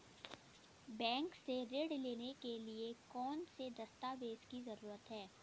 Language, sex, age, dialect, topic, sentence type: Hindi, female, 60-100, Kanauji Braj Bhasha, banking, question